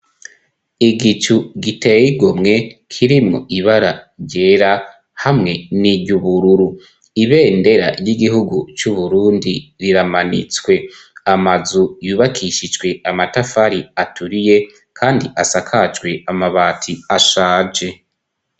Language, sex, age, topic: Rundi, male, 25-35, education